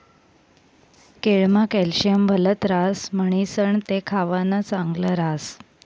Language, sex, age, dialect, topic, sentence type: Marathi, female, 31-35, Northern Konkan, agriculture, statement